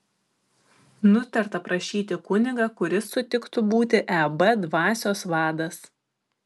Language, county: Lithuanian, Klaipėda